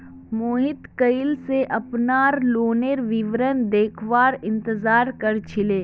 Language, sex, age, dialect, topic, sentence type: Magahi, female, 25-30, Northeastern/Surjapuri, banking, statement